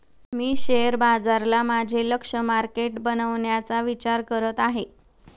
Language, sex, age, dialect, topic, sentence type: Marathi, female, 25-30, Standard Marathi, banking, statement